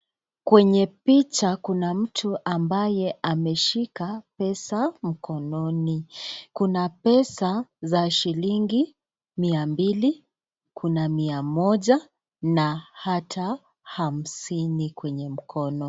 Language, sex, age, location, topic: Swahili, female, 25-35, Nakuru, finance